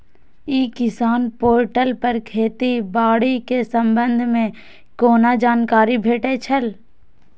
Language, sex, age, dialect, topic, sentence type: Maithili, female, 18-24, Eastern / Thethi, agriculture, question